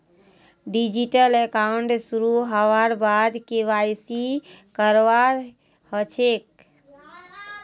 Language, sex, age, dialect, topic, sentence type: Magahi, female, 18-24, Northeastern/Surjapuri, banking, statement